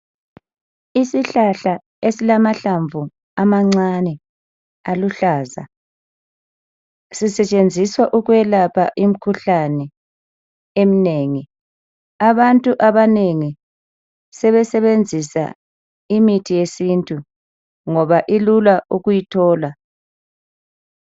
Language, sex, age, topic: North Ndebele, female, 36-49, health